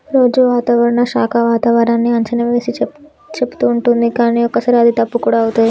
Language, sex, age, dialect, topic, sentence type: Telugu, female, 18-24, Telangana, agriculture, statement